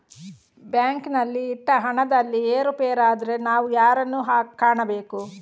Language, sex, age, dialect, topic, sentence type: Kannada, female, 18-24, Coastal/Dakshin, banking, question